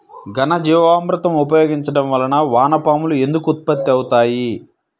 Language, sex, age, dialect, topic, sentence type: Telugu, male, 31-35, Central/Coastal, agriculture, question